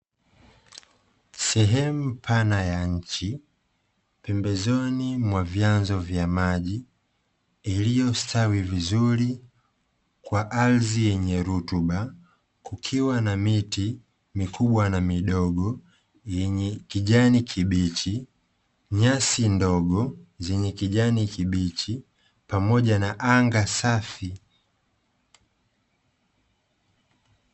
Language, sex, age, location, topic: Swahili, male, 25-35, Dar es Salaam, agriculture